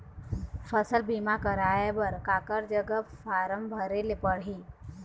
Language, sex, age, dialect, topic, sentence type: Chhattisgarhi, female, 25-30, Eastern, agriculture, question